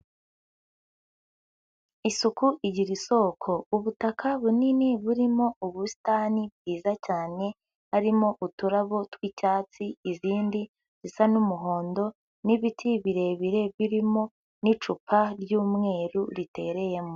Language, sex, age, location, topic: Kinyarwanda, female, 18-24, Huye, agriculture